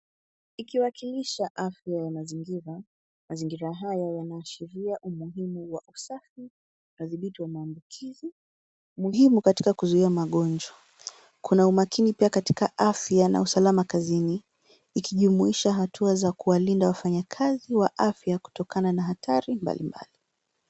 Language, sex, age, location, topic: Swahili, female, 18-24, Nairobi, health